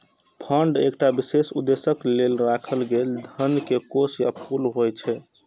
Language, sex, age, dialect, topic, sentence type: Maithili, male, 25-30, Eastern / Thethi, banking, statement